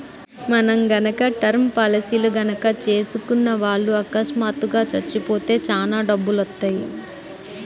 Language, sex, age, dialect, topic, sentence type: Telugu, female, 25-30, Central/Coastal, banking, statement